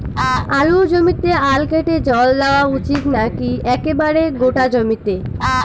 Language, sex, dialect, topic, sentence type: Bengali, female, Rajbangshi, agriculture, question